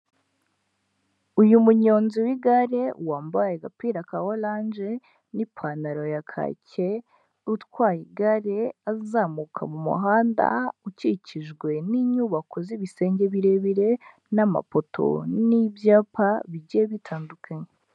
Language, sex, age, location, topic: Kinyarwanda, female, 18-24, Huye, government